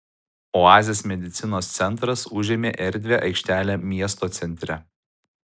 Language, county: Lithuanian, Utena